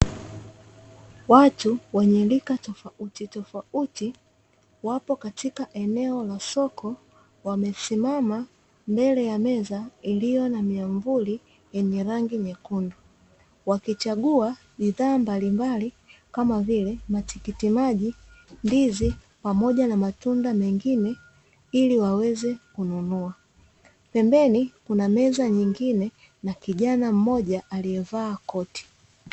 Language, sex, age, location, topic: Swahili, female, 25-35, Dar es Salaam, finance